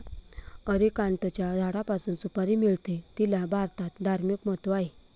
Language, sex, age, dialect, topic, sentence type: Marathi, female, 25-30, Northern Konkan, agriculture, statement